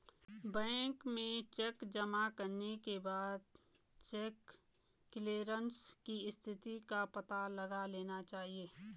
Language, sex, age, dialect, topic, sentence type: Hindi, female, 18-24, Garhwali, banking, statement